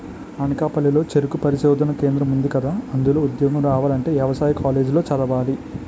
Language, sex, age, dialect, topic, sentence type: Telugu, male, 18-24, Utterandhra, agriculture, statement